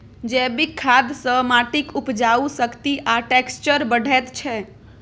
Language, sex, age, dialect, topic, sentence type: Maithili, female, 25-30, Bajjika, agriculture, statement